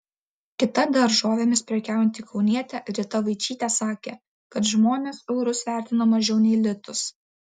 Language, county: Lithuanian, Vilnius